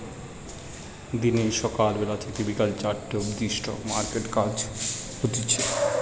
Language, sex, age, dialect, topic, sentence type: Bengali, male, 18-24, Western, banking, statement